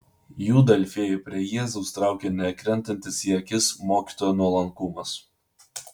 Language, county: Lithuanian, Vilnius